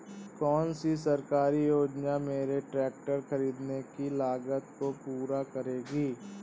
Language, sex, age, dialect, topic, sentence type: Hindi, male, 18-24, Awadhi Bundeli, agriculture, question